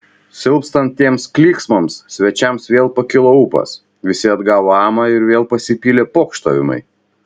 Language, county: Lithuanian, Vilnius